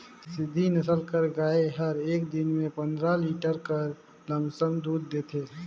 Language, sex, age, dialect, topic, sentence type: Chhattisgarhi, male, 25-30, Northern/Bhandar, agriculture, statement